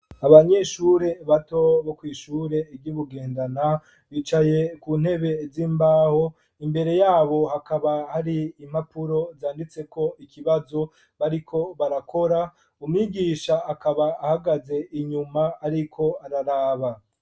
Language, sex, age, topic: Rundi, male, 25-35, education